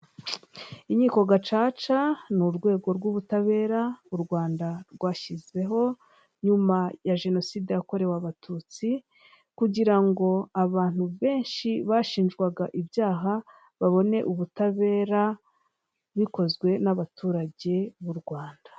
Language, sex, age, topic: Kinyarwanda, female, 36-49, government